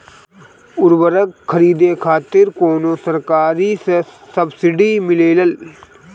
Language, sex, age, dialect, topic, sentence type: Bhojpuri, male, 18-24, Northern, agriculture, question